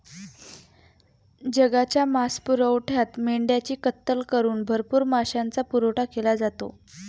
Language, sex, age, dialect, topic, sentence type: Marathi, female, 25-30, Standard Marathi, agriculture, statement